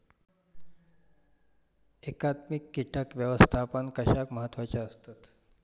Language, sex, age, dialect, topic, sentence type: Marathi, male, 46-50, Southern Konkan, agriculture, question